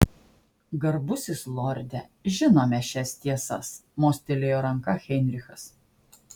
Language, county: Lithuanian, Klaipėda